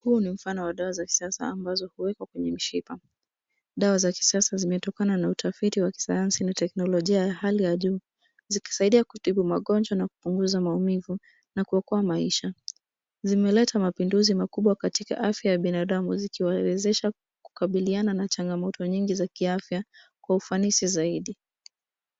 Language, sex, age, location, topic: Swahili, female, 18-24, Nairobi, health